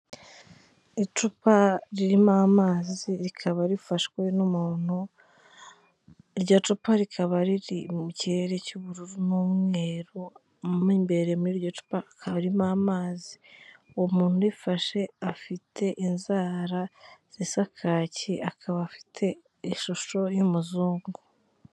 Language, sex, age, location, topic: Kinyarwanda, female, 25-35, Kigali, health